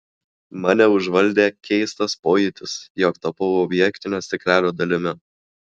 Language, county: Lithuanian, Klaipėda